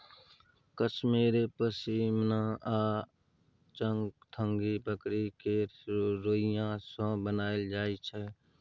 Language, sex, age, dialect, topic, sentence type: Maithili, male, 31-35, Bajjika, agriculture, statement